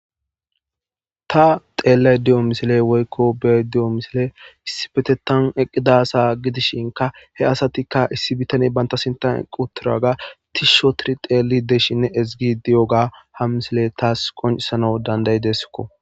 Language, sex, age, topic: Gamo, male, 25-35, government